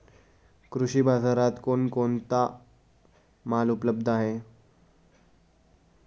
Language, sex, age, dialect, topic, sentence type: Marathi, male, 18-24, Standard Marathi, agriculture, question